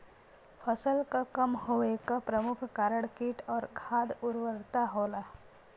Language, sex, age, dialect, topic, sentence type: Bhojpuri, female, <18, Western, agriculture, statement